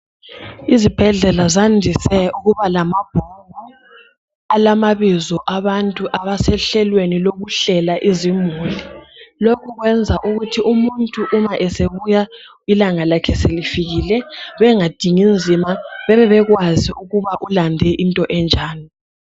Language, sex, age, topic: North Ndebele, female, 18-24, health